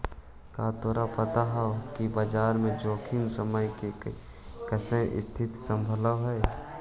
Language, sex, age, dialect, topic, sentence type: Magahi, male, 18-24, Central/Standard, banking, statement